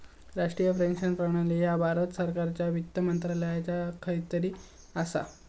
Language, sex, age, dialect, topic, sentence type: Marathi, male, 18-24, Southern Konkan, banking, statement